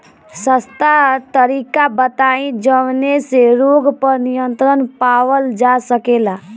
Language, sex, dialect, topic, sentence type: Bhojpuri, female, Northern, agriculture, question